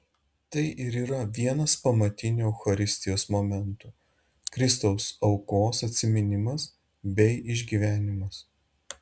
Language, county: Lithuanian, Šiauliai